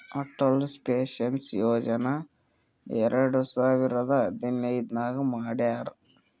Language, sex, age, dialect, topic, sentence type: Kannada, male, 25-30, Northeastern, banking, statement